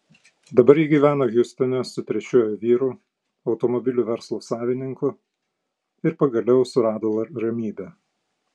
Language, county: Lithuanian, Panevėžys